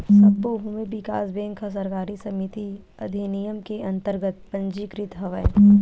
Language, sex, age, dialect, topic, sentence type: Chhattisgarhi, female, 18-24, Western/Budati/Khatahi, banking, statement